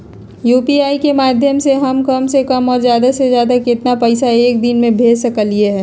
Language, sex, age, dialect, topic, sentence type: Magahi, female, 31-35, Western, banking, question